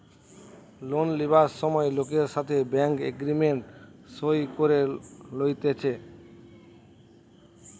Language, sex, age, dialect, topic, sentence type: Bengali, male, 36-40, Western, banking, statement